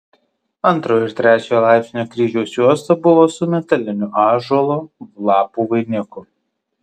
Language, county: Lithuanian, Kaunas